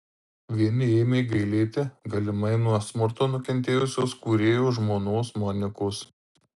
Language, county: Lithuanian, Marijampolė